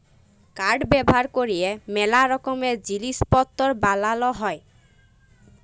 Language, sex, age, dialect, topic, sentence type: Bengali, female, <18, Jharkhandi, agriculture, statement